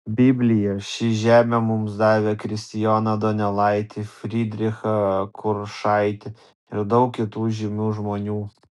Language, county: Lithuanian, Vilnius